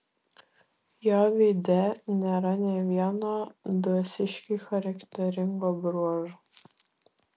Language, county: Lithuanian, Šiauliai